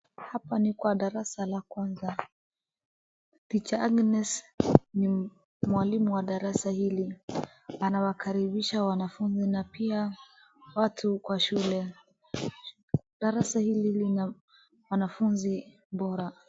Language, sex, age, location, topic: Swahili, female, 36-49, Wajir, education